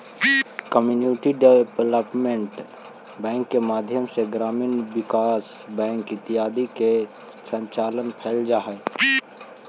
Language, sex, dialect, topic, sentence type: Magahi, male, Central/Standard, banking, statement